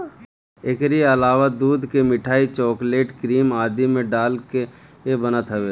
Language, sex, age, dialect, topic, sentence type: Bhojpuri, male, 36-40, Northern, agriculture, statement